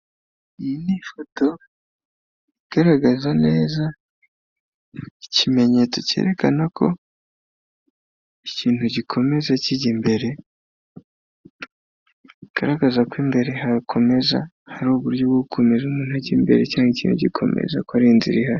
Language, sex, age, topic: Kinyarwanda, male, 25-35, government